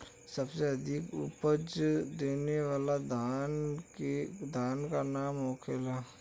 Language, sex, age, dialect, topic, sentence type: Bhojpuri, male, 25-30, Western, agriculture, question